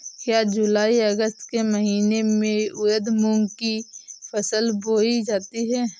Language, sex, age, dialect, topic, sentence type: Hindi, female, 18-24, Awadhi Bundeli, agriculture, question